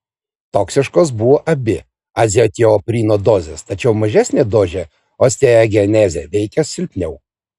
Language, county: Lithuanian, Vilnius